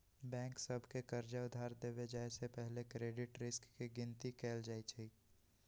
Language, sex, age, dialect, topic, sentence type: Magahi, male, 18-24, Western, banking, statement